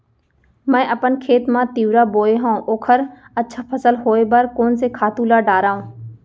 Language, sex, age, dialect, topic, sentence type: Chhattisgarhi, female, 25-30, Central, agriculture, question